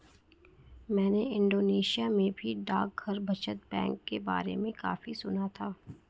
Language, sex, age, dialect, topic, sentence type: Hindi, female, 56-60, Marwari Dhudhari, banking, statement